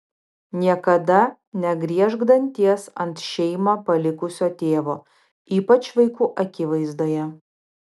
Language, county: Lithuanian, Vilnius